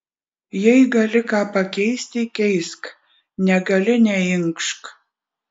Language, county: Lithuanian, Vilnius